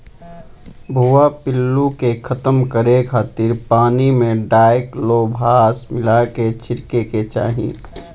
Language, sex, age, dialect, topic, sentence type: Bhojpuri, male, 18-24, Northern, agriculture, statement